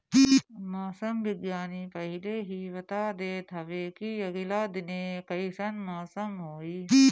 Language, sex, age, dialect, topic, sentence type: Bhojpuri, female, 31-35, Northern, agriculture, statement